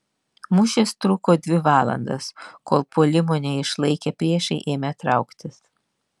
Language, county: Lithuanian, Vilnius